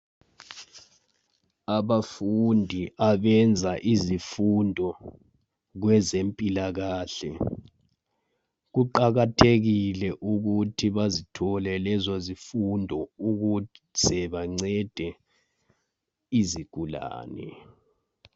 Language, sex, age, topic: North Ndebele, male, 25-35, health